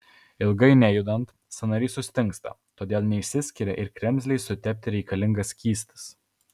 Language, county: Lithuanian, Alytus